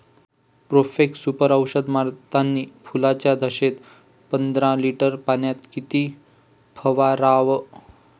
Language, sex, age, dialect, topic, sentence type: Marathi, male, 25-30, Varhadi, agriculture, question